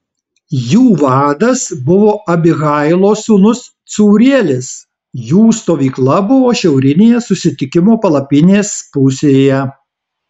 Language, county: Lithuanian, Alytus